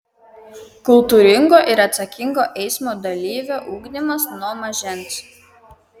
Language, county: Lithuanian, Kaunas